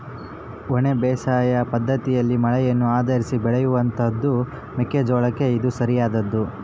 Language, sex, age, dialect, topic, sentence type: Kannada, male, 18-24, Central, agriculture, statement